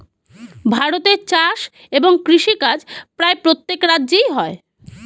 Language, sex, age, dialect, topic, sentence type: Bengali, female, 31-35, Standard Colloquial, agriculture, statement